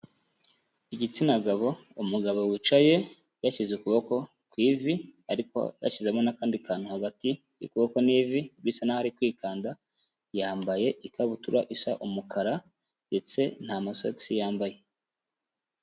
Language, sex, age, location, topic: Kinyarwanda, male, 25-35, Kigali, health